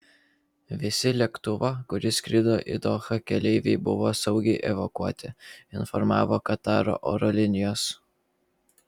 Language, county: Lithuanian, Vilnius